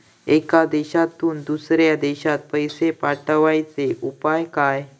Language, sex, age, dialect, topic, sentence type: Marathi, male, 18-24, Southern Konkan, banking, question